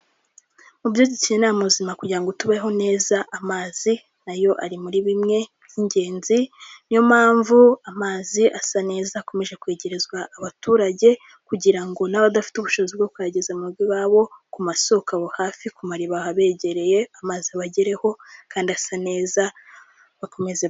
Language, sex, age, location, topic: Kinyarwanda, female, 18-24, Kigali, health